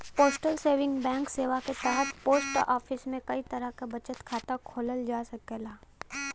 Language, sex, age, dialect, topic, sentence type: Bhojpuri, female, 18-24, Western, banking, statement